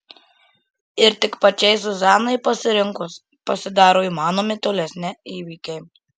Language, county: Lithuanian, Marijampolė